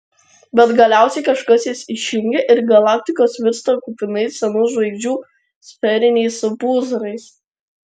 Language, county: Lithuanian, Klaipėda